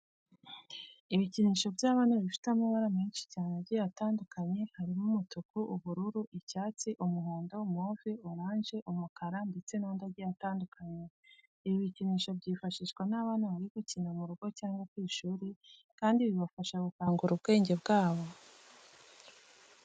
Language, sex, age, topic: Kinyarwanda, female, 25-35, education